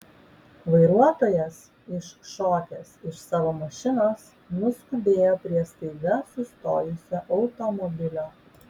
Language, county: Lithuanian, Vilnius